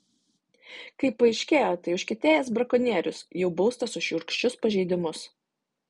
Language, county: Lithuanian, Utena